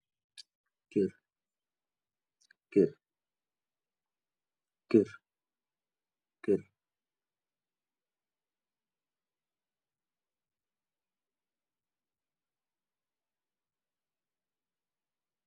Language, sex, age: Wolof, male, 25-35